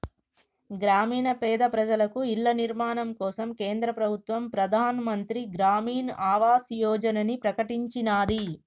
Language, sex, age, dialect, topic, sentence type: Telugu, female, 31-35, Telangana, banking, statement